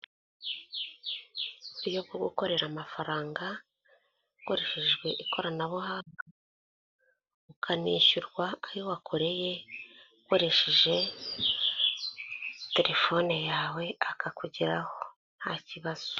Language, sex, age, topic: Kinyarwanda, female, 25-35, finance